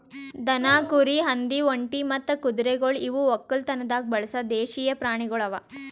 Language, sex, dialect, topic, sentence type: Kannada, female, Northeastern, agriculture, statement